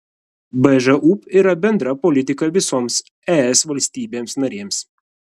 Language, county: Lithuanian, Vilnius